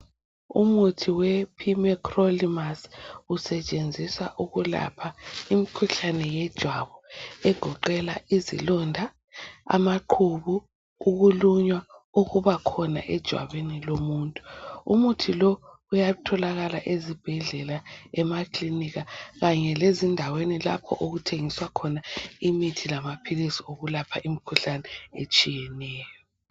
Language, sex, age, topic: North Ndebele, female, 36-49, health